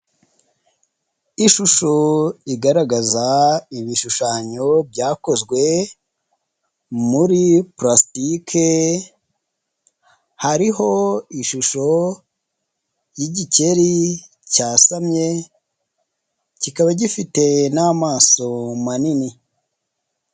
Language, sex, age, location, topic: Kinyarwanda, male, 25-35, Nyagatare, education